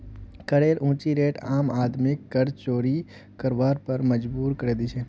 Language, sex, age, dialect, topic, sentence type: Magahi, male, 46-50, Northeastern/Surjapuri, banking, statement